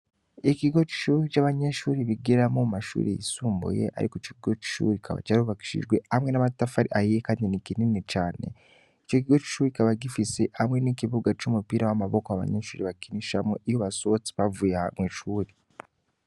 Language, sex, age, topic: Rundi, male, 18-24, education